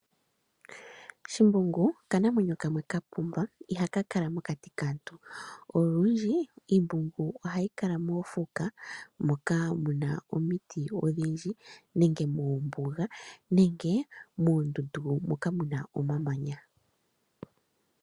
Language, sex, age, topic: Oshiwambo, female, 25-35, agriculture